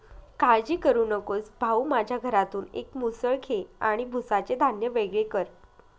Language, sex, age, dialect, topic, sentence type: Marathi, female, 25-30, Northern Konkan, agriculture, statement